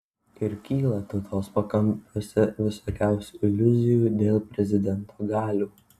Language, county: Lithuanian, Utena